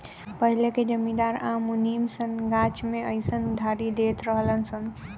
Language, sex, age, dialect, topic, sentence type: Bhojpuri, female, 18-24, Southern / Standard, banking, statement